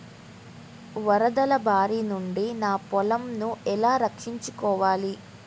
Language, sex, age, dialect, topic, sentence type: Telugu, female, 18-24, Central/Coastal, agriculture, question